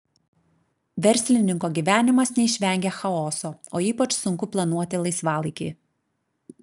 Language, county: Lithuanian, Klaipėda